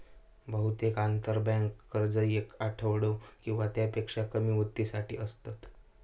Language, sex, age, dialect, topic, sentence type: Marathi, male, 18-24, Southern Konkan, banking, statement